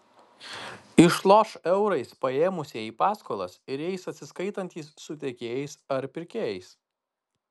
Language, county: Lithuanian, Kaunas